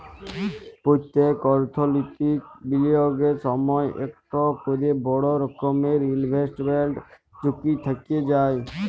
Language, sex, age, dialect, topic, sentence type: Bengali, male, 31-35, Jharkhandi, banking, statement